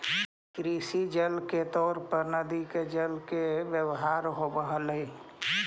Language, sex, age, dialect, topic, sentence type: Magahi, male, 31-35, Central/Standard, agriculture, statement